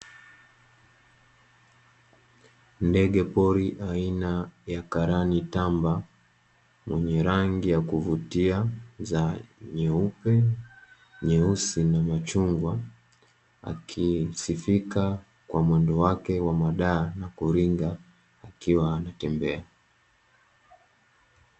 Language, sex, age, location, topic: Swahili, male, 18-24, Dar es Salaam, agriculture